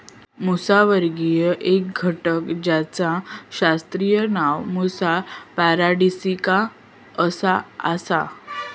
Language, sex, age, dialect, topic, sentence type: Marathi, female, 18-24, Southern Konkan, agriculture, statement